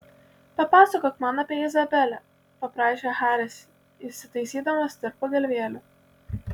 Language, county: Lithuanian, Kaunas